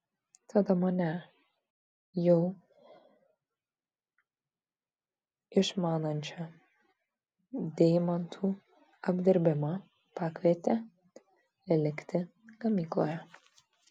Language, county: Lithuanian, Vilnius